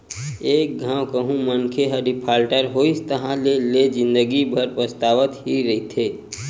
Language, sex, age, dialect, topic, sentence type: Chhattisgarhi, male, 18-24, Western/Budati/Khatahi, banking, statement